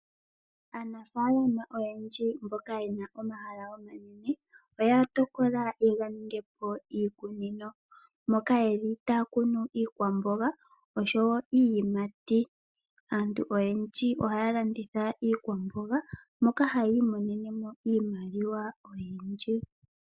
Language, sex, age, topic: Oshiwambo, female, 25-35, agriculture